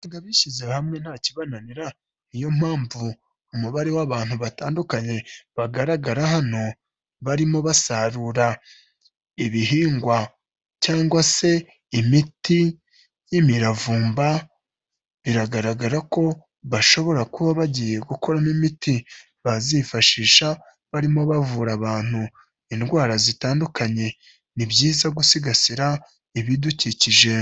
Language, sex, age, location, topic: Kinyarwanda, female, 25-35, Kigali, health